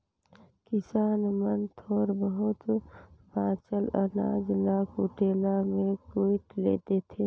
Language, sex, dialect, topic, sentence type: Chhattisgarhi, female, Northern/Bhandar, agriculture, statement